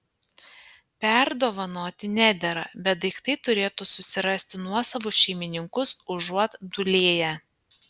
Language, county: Lithuanian, Panevėžys